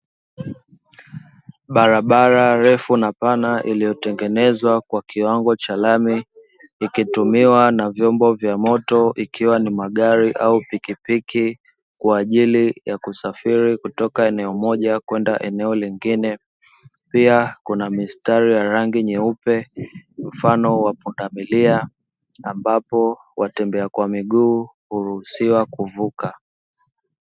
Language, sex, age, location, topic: Swahili, female, 25-35, Dar es Salaam, government